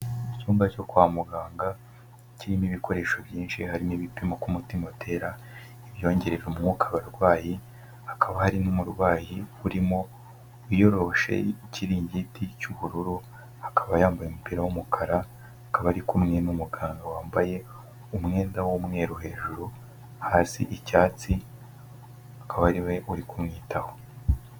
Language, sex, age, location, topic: Kinyarwanda, male, 18-24, Kigali, health